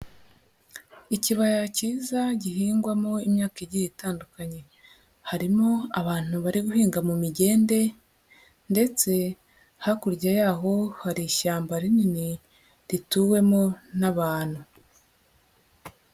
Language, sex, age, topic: Kinyarwanda, male, 25-35, agriculture